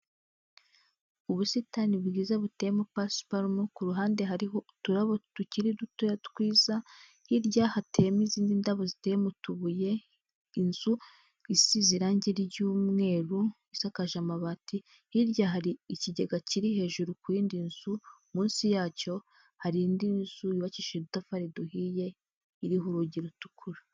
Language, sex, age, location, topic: Kinyarwanda, female, 25-35, Huye, finance